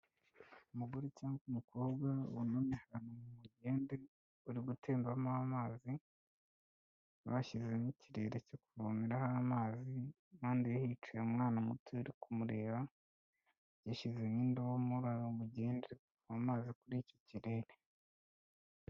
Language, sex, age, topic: Kinyarwanda, male, 25-35, health